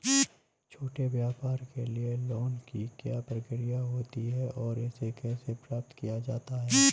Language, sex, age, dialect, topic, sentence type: Hindi, male, 31-35, Marwari Dhudhari, banking, question